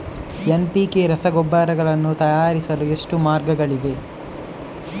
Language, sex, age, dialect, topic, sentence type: Kannada, male, 18-24, Coastal/Dakshin, agriculture, question